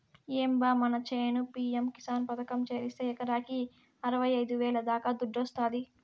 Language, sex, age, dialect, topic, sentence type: Telugu, female, 56-60, Southern, agriculture, statement